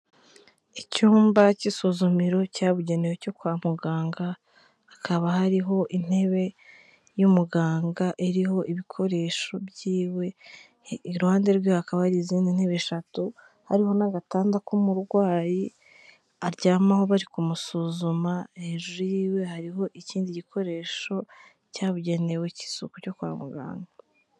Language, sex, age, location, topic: Kinyarwanda, female, 25-35, Kigali, health